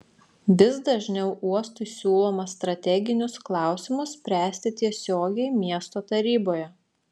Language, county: Lithuanian, Šiauliai